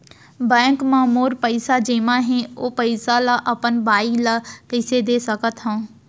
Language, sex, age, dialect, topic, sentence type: Chhattisgarhi, female, 31-35, Central, banking, question